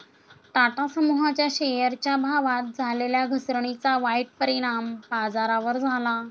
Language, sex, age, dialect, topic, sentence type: Marathi, female, 60-100, Standard Marathi, banking, statement